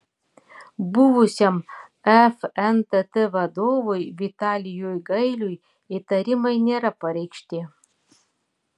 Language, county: Lithuanian, Klaipėda